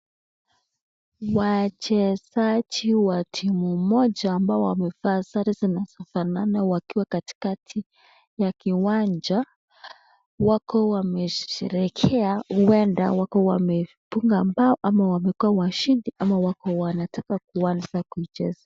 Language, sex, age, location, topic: Swahili, male, 36-49, Nakuru, government